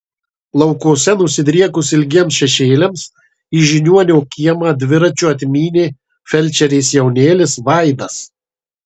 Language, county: Lithuanian, Marijampolė